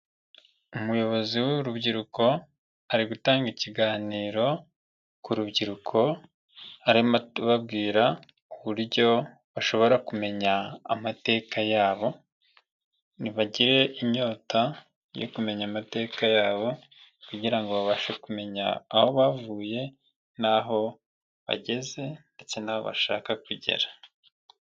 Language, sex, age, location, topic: Kinyarwanda, male, 25-35, Nyagatare, government